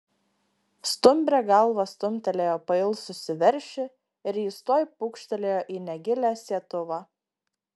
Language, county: Lithuanian, Klaipėda